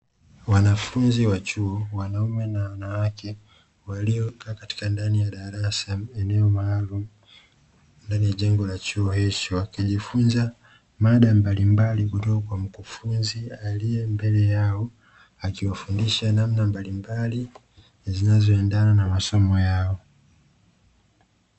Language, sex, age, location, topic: Swahili, male, 25-35, Dar es Salaam, education